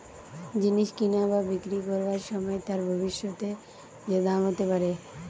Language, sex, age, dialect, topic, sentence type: Bengali, female, 18-24, Western, banking, statement